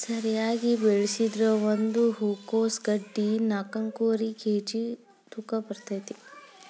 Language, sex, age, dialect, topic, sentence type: Kannada, female, 18-24, Dharwad Kannada, agriculture, statement